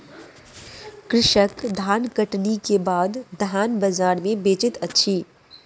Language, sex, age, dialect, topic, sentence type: Maithili, female, 25-30, Southern/Standard, agriculture, statement